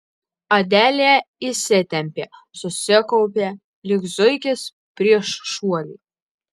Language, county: Lithuanian, Alytus